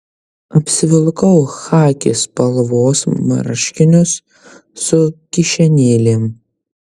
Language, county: Lithuanian, Kaunas